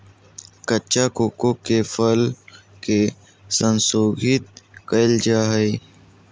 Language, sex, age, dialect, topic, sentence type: Magahi, male, 31-35, Southern, agriculture, statement